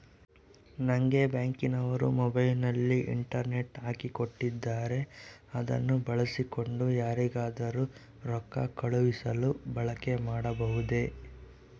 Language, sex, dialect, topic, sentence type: Kannada, male, Central, banking, question